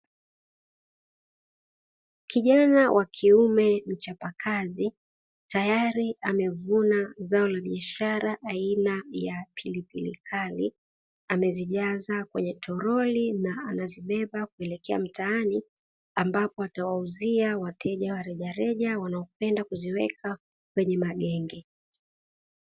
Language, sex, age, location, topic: Swahili, female, 36-49, Dar es Salaam, agriculture